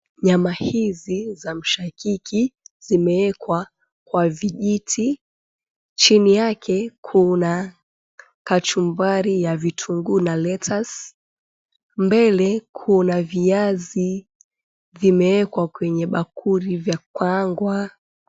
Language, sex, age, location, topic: Swahili, female, 25-35, Mombasa, agriculture